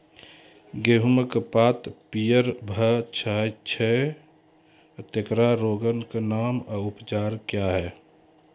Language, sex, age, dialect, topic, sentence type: Maithili, male, 36-40, Angika, agriculture, question